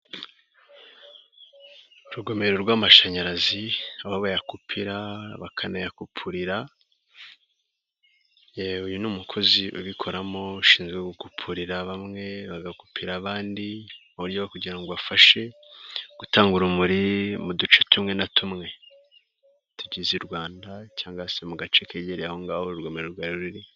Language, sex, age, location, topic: Kinyarwanda, male, 18-24, Nyagatare, government